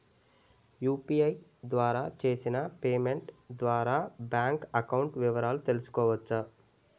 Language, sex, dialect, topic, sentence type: Telugu, male, Utterandhra, banking, question